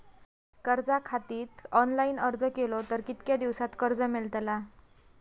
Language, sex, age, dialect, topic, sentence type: Marathi, female, 25-30, Southern Konkan, banking, question